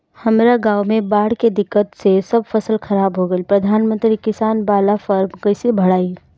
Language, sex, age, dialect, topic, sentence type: Bhojpuri, female, 18-24, Northern, banking, question